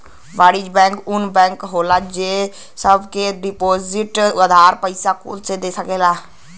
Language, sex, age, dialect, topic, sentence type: Bhojpuri, male, <18, Western, banking, statement